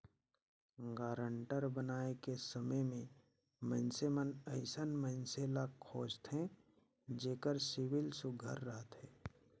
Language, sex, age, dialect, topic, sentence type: Chhattisgarhi, male, 56-60, Northern/Bhandar, banking, statement